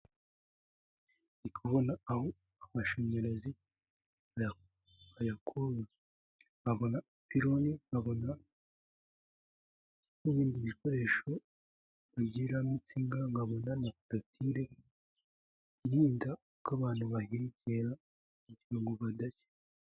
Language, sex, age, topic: Kinyarwanda, male, 18-24, government